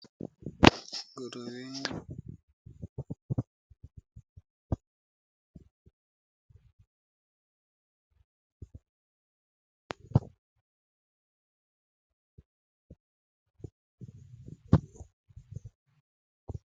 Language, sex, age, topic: Kinyarwanda, male, 50+, agriculture